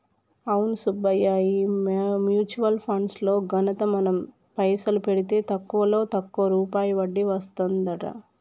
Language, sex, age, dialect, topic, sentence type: Telugu, male, 25-30, Telangana, banking, statement